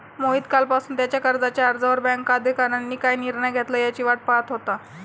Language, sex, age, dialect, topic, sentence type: Marathi, female, 18-24, Standard Marathi, banking, statement